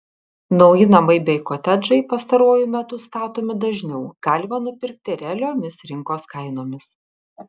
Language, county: Lithuanian, Kaunas